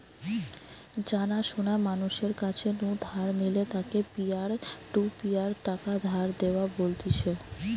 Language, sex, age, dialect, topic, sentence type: Bengali, female, 18-24, Western, banking, statement